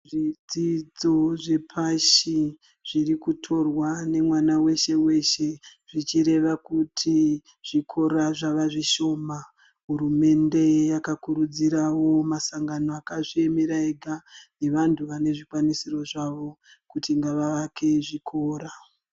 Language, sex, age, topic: Ndau, female, 36-49, education